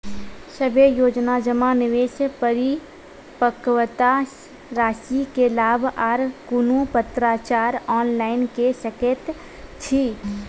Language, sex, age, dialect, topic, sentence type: Maithili, female, 25-30, Angika, banking, question